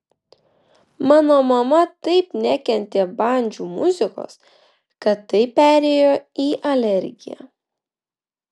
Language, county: Lithuanian, Vilnius